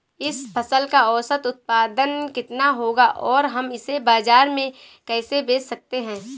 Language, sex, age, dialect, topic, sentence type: Hindi, female, 18-24, Awadhi Bundeli, agriculture, question